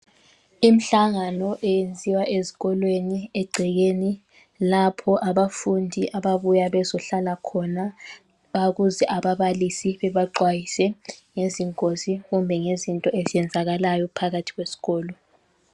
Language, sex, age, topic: North Ndebele, female, 18-24, education